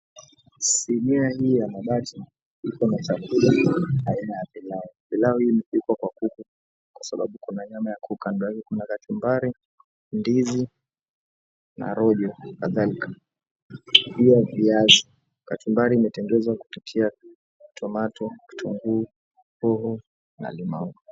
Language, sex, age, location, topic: Swahili, male, 25-35, Mombasa, agriculture